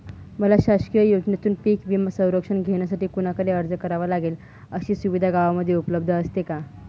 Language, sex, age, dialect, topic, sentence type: Marathi, female, 18-24, Northern Konkan, agriculture, question